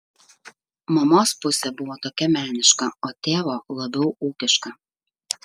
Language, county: Lithuanian, Kaunas